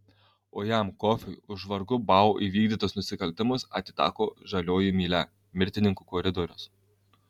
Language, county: Lithuanian, Kaunas